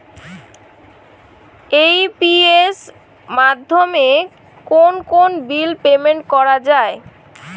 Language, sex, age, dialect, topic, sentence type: Bengali, female, 18-24, Rajbangshi, banking, question